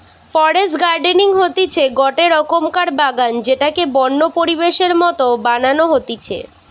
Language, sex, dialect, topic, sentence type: Bengali, female, Western, agriculture, statement